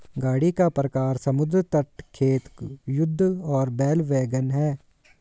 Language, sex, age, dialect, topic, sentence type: Hindi, male, 18-24, Hindustani Malvi Khadi Boli, agriculture, statement